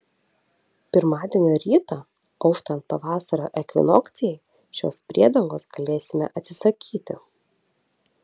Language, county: Lithuanian, Telšiai